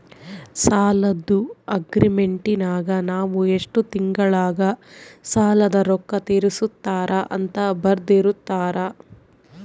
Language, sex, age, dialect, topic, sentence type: Kannada, female, 25-30, Central, banking, statement